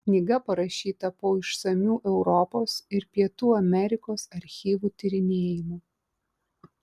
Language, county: Lithuanian, Klaipėda